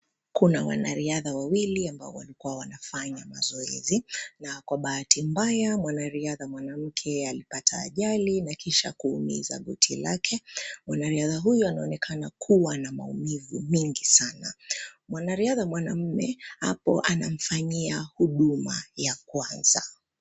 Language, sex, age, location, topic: Swahili, female, 25-35, Nairobi, health